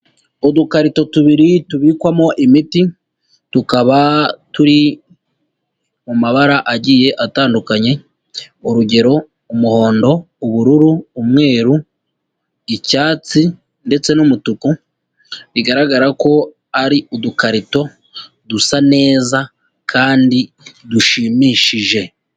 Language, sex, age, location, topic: Kinyarwanda, female, 36-49, Huye, health